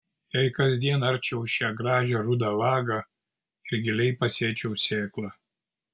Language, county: Lithuanian, Kaunas